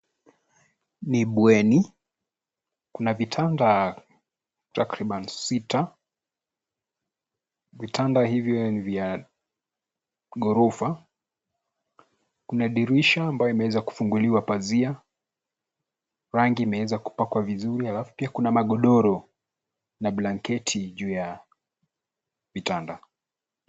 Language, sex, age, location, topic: Swahili, male, 25-35, Nairobi, education